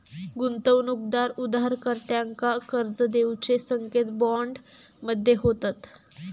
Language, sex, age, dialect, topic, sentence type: Marathi, female, 18-24, Southern Konkan, banking, statement